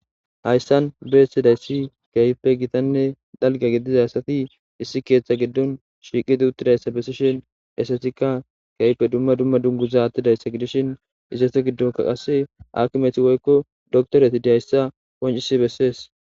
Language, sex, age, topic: Gamo, male, 18-24, government